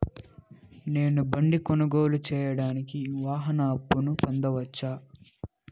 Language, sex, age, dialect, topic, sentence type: Telugu, male, 18-24, Southern, banking, question